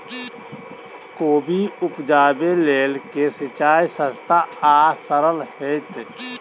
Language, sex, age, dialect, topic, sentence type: Maithili, male, 31-35, Southern/Standard, agriculture, question